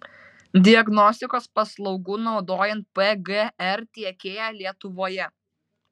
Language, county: Lithuanian, Vilnius